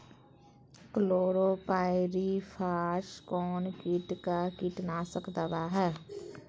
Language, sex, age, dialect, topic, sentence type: Magahi, female, 25-30, Southern, agriculture, question